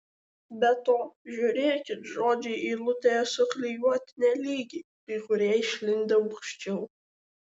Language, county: Lithuanian, Šiauliai